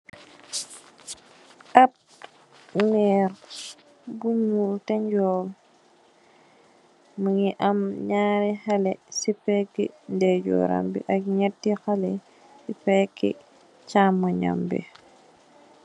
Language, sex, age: Wolof, female, 18-24